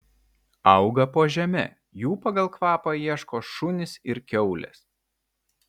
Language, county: Lithuanian, Vilnius